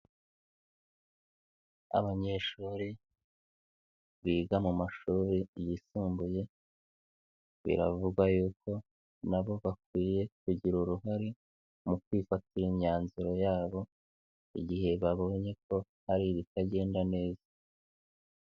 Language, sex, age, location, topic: Kinyarwanda, male, 18-24, Nyagatare, education